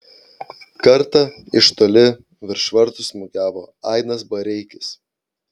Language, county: Lithuanian, Klaipėda